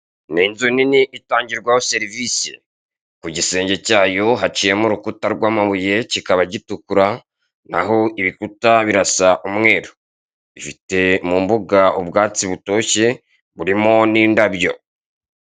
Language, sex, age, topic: Kinyarwanda, male, 36-49, government